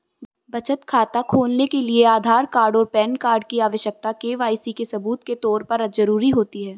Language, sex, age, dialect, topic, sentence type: Hindi, female, 18-24, Marwari Dhudhari, banking, statement